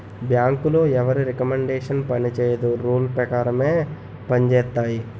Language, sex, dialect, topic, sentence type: Telugu, male, Utterandhra, banking, statement